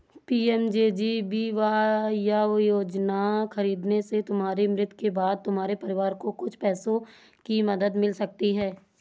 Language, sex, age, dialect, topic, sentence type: Hindi, female, 56-60, Awadhi Bundeli, banking, statement